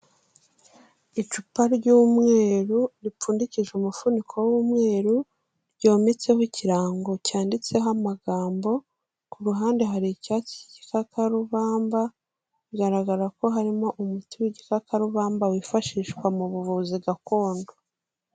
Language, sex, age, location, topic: Kinyarwanda, female, 36-49, Kigali, health